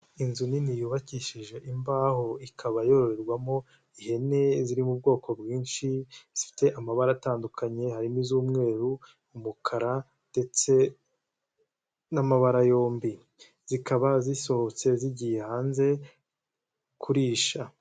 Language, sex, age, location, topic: Kinyarwanda, male, 18-24, Nyagatare, agriculture